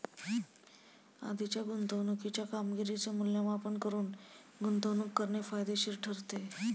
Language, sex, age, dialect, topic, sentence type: Marathi, female, 31-35, Standard Marathi, banking, statement